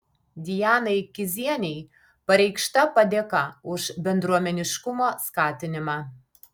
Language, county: Lithuanian, Alytus